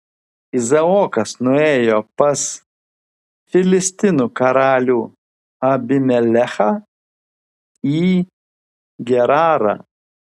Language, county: Lithuanian, Vilnius